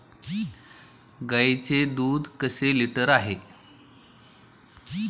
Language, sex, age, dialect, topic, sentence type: Marathi, male, 41-45, Standard Marathi, agriculture, question